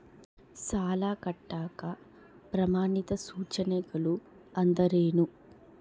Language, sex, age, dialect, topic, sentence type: Kannada, female, 25-30, Central, banking, question